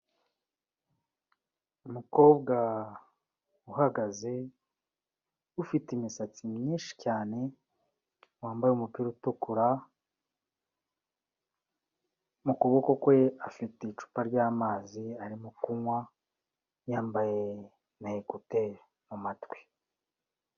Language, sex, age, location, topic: Kinyarwanda, male, 36-49, Kigali, health